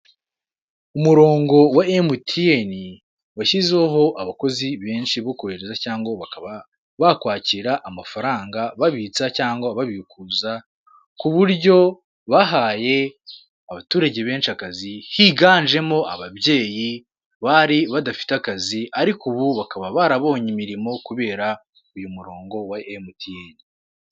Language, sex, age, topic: Kinyarwanda, male, 18-24, finance